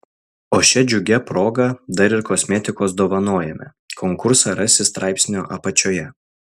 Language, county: Lithuanian, Utena